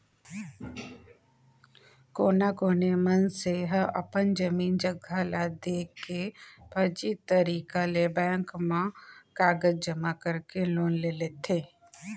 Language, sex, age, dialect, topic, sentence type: Chhattisgarhi, female, 36-40, Central, banking, statement